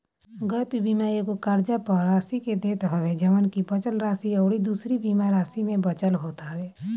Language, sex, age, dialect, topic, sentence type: Bhojpuri, male, 18-24, Northern, banking, statement